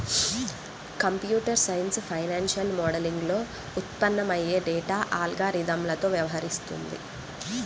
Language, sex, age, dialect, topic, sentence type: Telugu, female, 18-24, Central/Coastal, banking, statement